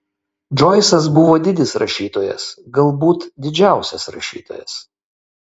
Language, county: Lithuanian, Kaunas